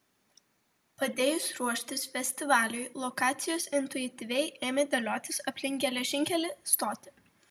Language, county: Lithuanian, Vilnius